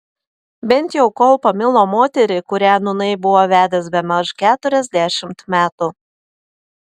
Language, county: Lithuanian, Telšiai